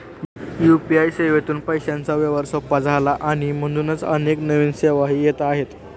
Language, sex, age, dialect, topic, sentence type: Marathi, male, 36-40, Standard Marathi, banking, statement